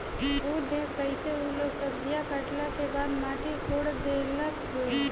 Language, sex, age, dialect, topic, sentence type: Bhojpuri, female, 18-24, Southern / Standard, agriculture, statement